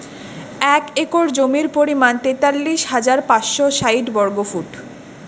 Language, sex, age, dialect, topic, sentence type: Bengali, female, 25-30, Rajbangshi, agriculture, statement